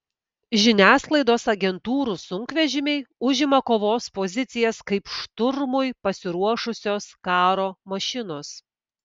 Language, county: Lithuanian, Kaunas